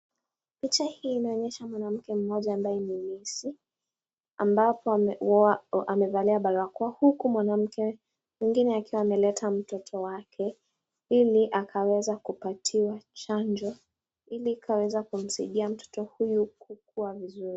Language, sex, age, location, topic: Swahili, female, 18-24, Nakuru, health